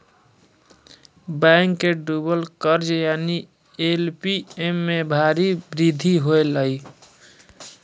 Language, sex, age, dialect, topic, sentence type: Magahi, female, 25-30, Southern, banking, statement